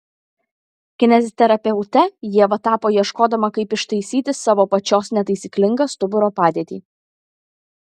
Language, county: Lithuanian, Kaunas